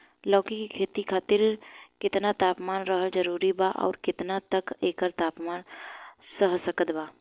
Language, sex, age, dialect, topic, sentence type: Bhojpuri, female, 18-24, Southern / Standard, agriculture, question